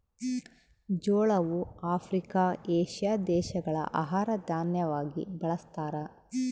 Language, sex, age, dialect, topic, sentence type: Kannada, female, 31-35, Central, agriculture, statement